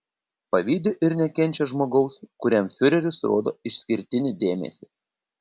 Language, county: Lithuanian, Panevėžys